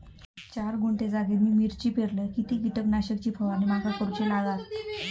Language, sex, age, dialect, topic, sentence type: Marathi, female, 25-30, Southern Konkan, agriculture, question